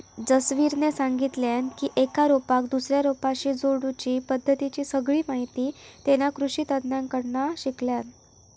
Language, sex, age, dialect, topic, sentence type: Marathi, female, 18-24, Southern Konkan, agriculture, statement